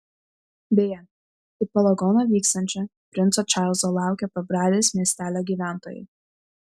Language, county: Lithuanian, Vilnius